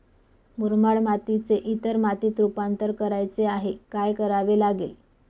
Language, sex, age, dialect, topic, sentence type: Marathi, female, 25-30, Northern Konkan, agriculture, question